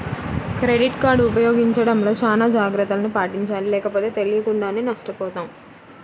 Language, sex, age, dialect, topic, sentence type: Telugu, female, 25-30, Central/Coastal, banking, statement